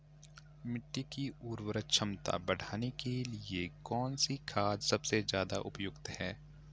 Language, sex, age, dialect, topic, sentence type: Hindi, male, 18-24, Garhwali, agriculture, question